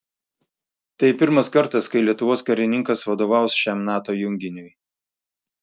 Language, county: Lithuanian, Klaipėda